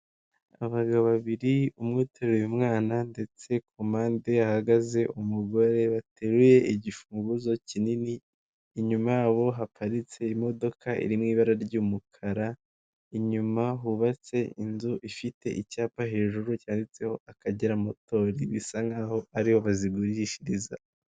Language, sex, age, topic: Kinyarwanda, male, 18-24, finance